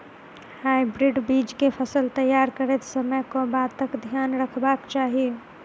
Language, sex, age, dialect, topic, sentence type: Maithili, female, 18-24, Southern/Standard, agriculture, question